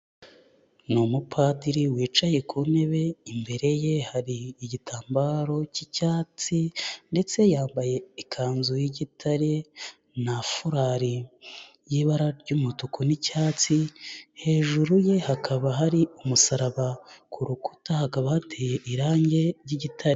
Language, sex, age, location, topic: Kinyarwanda, male, 18-24, Nyagatare, finance